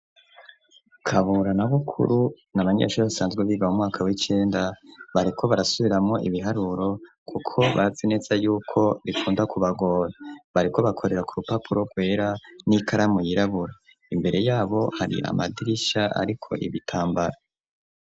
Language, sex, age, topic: Rundi, male, 25-35, education